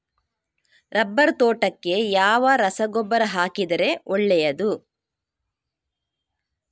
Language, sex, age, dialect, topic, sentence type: Kannada, female, 41-45, Coastal/Dakshin, agriculture, question